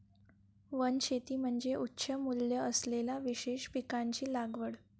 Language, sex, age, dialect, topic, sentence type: Marathi, female, 18-24, Varhadi, agriculture, statement